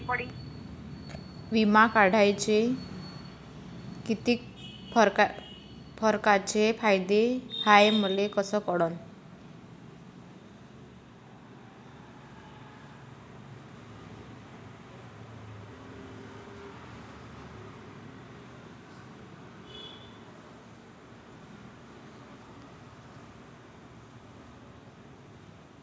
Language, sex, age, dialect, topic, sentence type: Marathi, female, 25-30, Varhadi, banking, question